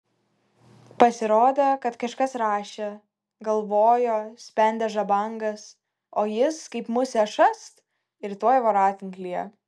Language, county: Lithuanian, Kaunas